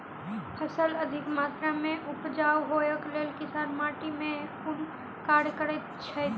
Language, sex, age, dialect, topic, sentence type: Maithili, female, 18-24, Southern/Standard, agriculture, question